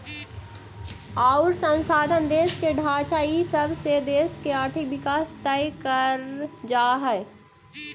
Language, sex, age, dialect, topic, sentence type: Magahi, female, 18-24, Central/Standard, agriculture, statement